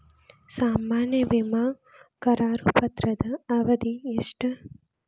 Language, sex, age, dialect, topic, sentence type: Kannada, male, 25-30, Dharwad Kannada, banking, question